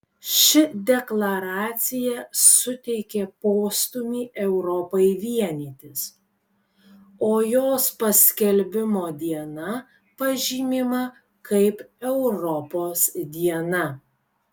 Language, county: Lithuanian, Kaunas